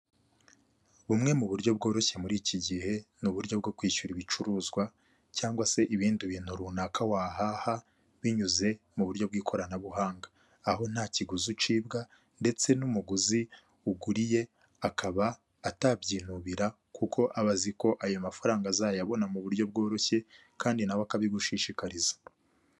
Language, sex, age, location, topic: Kinyarwanda, male, 25-35, Kigali, finance